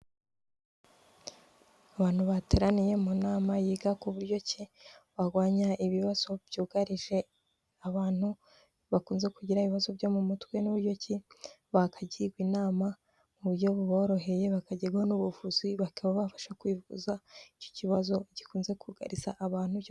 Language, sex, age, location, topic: Kinyarwanda, female, 18-24, Kigali, health